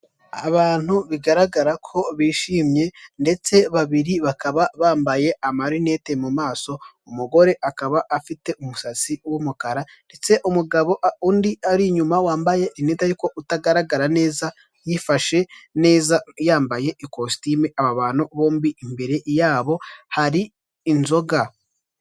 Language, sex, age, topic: Kinyarwanda, male, 18-24, government